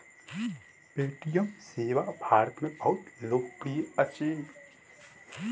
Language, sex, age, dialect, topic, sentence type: Maithili, male, 18-24, Southern/Standard, banking, statement